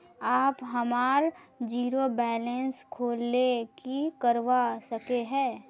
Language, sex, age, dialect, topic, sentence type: Magahi, female, 25-30, Northeastern/Surjapuri, banking, question